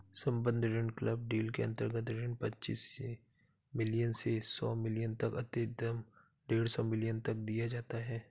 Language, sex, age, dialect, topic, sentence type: Hindi, male, 36-40, Awadhi Bundeli, banking, statement